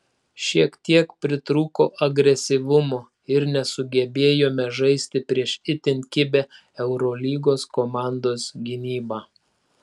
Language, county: Lithuanian, Klaipėda